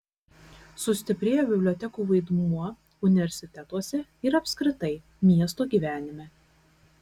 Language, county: Lithuanian, Kaunas